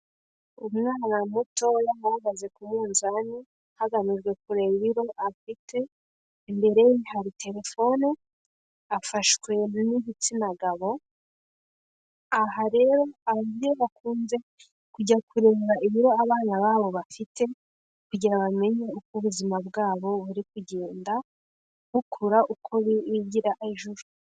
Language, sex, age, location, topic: Kinyarwanda, female, 18-24, Kigali, health